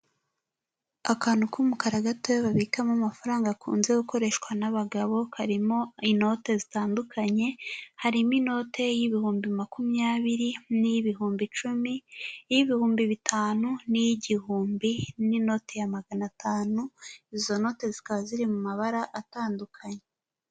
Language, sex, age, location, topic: Kinyarwanda, female, 18-24, Kigali, finance